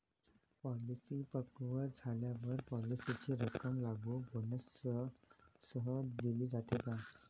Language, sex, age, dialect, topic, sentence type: Marathi, male, 18-24, Standard Marathi, banking, question